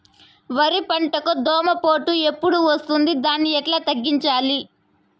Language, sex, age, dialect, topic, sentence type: Telugu, female, 25-30, Southern, agriculture, question